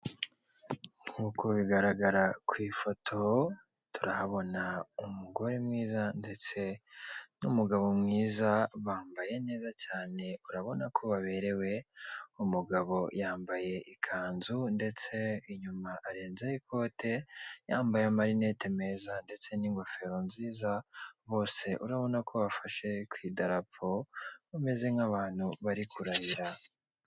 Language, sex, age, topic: Kinyarwanda, male, 18-24, government